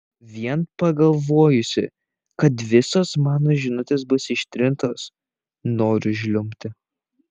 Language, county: Lithuanian, Šiauliai